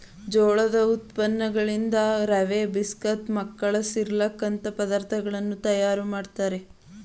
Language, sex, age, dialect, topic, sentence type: Kannada, female, 18-24, Mysore Kannada, agriculture, statement